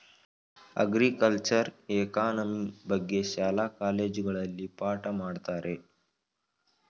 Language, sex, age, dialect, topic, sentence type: Kannada, male, 18-24, Mysore Kannada, banking, statement